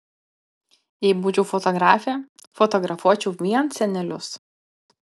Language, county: Lithuanian, Panevėžys